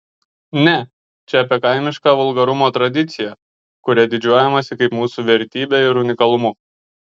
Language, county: Lithuanian, Kaunas